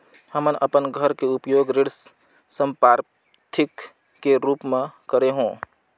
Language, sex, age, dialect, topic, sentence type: Chhattisgarhi, male, 25-30, Northern/Bhandar, banking, statement